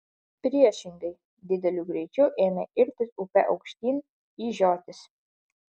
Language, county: Lithuanian, Alytus